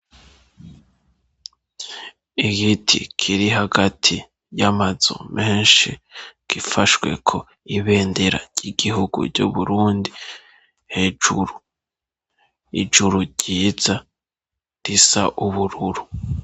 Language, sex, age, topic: Rundi, male, 18-24, education